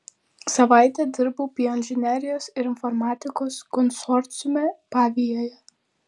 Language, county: Lithuanian, Vilnius